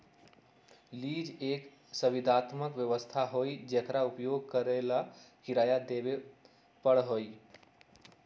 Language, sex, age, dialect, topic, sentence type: Magahi, male, 56-60, Western, banking, statement